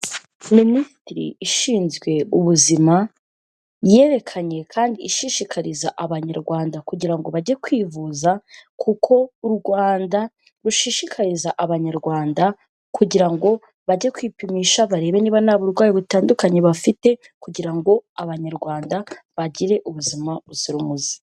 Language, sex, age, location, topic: Kinyarwanda, female, 18-24, Kigali, health